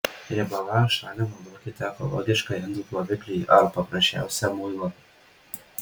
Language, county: Lithuanian, Marijampolė